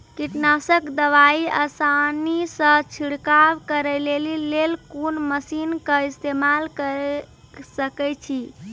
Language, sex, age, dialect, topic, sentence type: Maithili, female, 18-24, Angika, agriculture, question